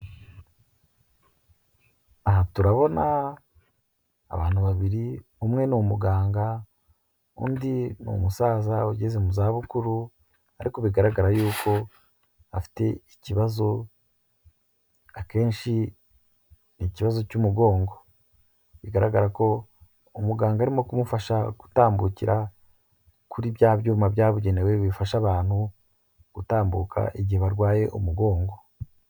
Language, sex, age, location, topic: Kinyarwanda, male, 36-49, Kigali, health